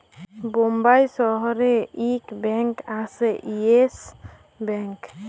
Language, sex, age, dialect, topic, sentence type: Bengali, female, 18-24, Jharkhandi, banking, statement